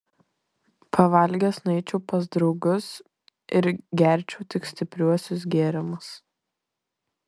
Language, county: Lithuanian, Šiauliai